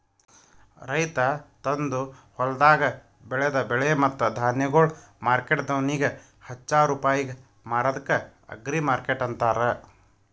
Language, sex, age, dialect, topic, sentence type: Kannada, male, 31-35, Northeastern, agriculture, statement